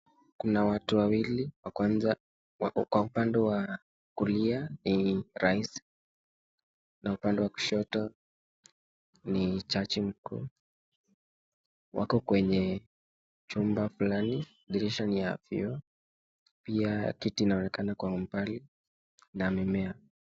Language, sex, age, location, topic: Swahili, male, 18-24, Nakuru, government